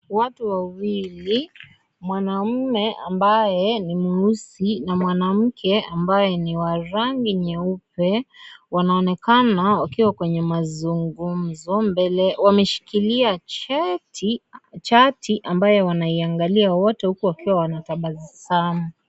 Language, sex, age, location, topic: Swahili, female, 18-24, Kisii, finance